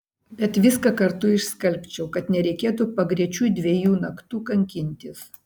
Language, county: Lithuanian, Vilnius